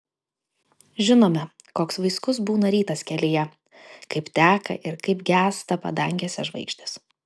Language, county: Lithuanian, Vilnius